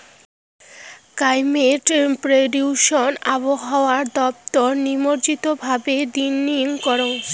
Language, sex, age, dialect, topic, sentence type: Bengali, female, <18, Rajbangshi, agriculture, statement